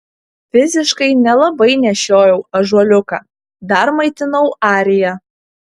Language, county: Lithuanian, Kaunas